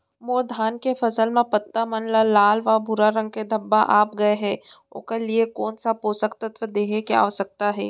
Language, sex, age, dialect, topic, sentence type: Chhattisgarhi, female, 60-100, Central, agriculture, question